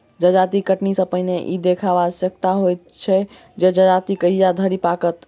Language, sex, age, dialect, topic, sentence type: Maithili, male, 51-55, Southern/Standard, agriculture, statement